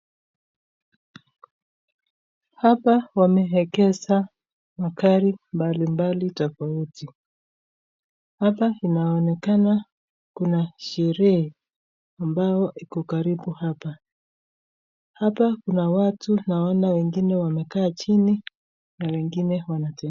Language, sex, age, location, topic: Swahili, female, 36-49, Nakuru, finance